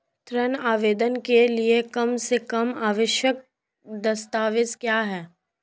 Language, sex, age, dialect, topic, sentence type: Hindi, female, 18-24, Marwari Dhudhari, banking, question